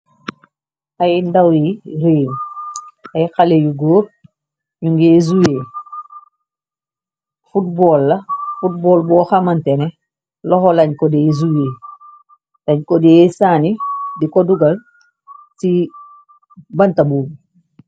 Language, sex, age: Wolof, male, 18-24